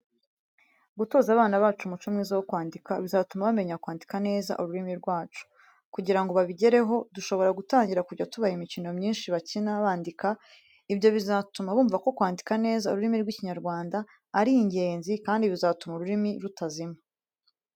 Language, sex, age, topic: Kinyarwanda, female, 18-24, education